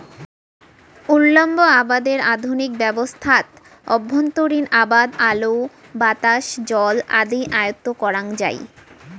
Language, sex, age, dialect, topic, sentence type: Bengali, female, 18-24, Rajbangshi, agriculture, statement